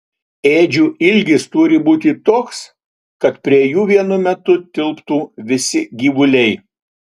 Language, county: Lithuanian, Utena